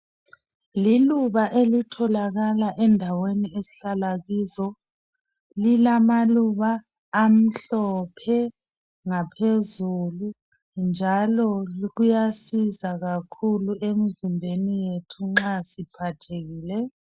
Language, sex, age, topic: North Ndebele, female, 36-49, health